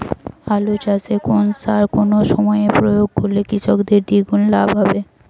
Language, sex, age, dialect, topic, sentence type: Bengali, female, 18-24, Rajbangshi, agriculture, question